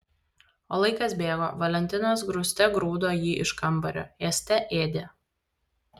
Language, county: Lithuanian, Vilnius